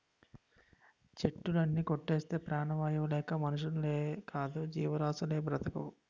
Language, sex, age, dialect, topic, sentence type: Telugu, male, 51-55, Utterandhra, agriculture, statement